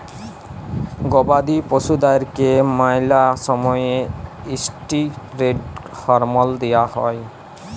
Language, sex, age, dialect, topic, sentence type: Bengali, male, 18-24, Jharkhandi, agriculture, statement